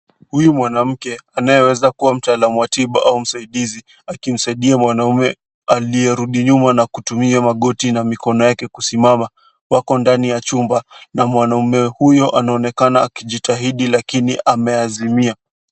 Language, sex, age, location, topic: Swahili, male, 18-24, Kisumu, health